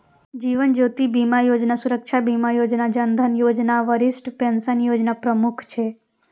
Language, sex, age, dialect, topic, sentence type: Maithili, female, 18-24, Eastern / Thethi, banking, statement